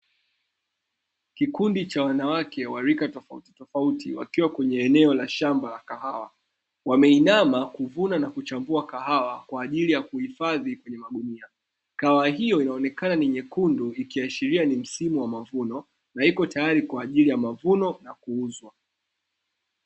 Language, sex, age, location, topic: Swahili, male, 25-35, Dar es Salaam, agriculture